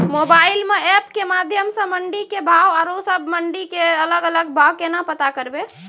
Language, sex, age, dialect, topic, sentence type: Maithili, female, 18-24, Angika, agriculture, question